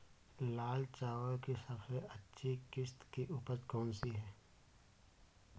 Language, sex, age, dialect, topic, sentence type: Hindi, male, 18-24, Awadhi Bundeli, agriculture, question